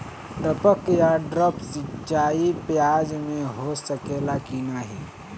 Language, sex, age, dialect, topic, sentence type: Bhojpuri, male, <18, Northern, agriculture, question